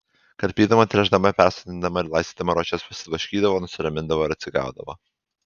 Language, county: Lithuanian, Alytus